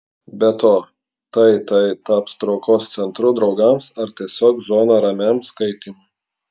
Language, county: Lithuanian, Klaipėda